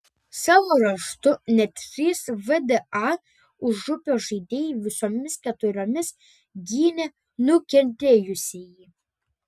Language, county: Lithuanian, Panevėžys